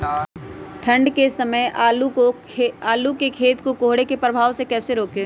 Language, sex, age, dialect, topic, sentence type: Magahi, female, 31-35, Western, agriculture, question